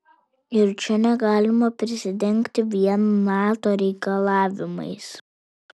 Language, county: Lithuanian, Vilnius